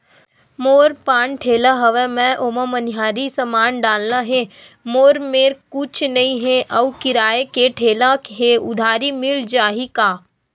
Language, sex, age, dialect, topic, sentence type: Chhattisgarhi, female, 18-24, Western/Budati/Khatahi, banking, question